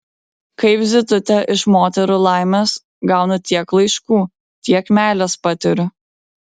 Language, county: Lithuanian, Vilnius